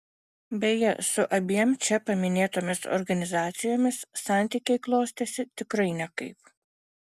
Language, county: Lithuanian, Panevėžys